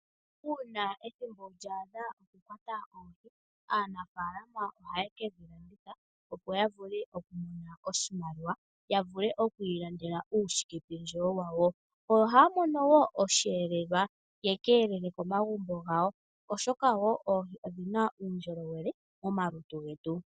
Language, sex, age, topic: Oshiwambo, male, 25-35, agriculture